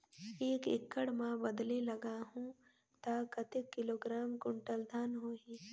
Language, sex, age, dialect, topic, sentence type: Chhattisgarhi, female, 18-24, Northern/Bhandar, agriculture, question